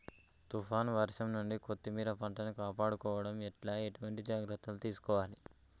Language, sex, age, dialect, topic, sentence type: Telugu, male, 18-24, Telangana, agriculture, question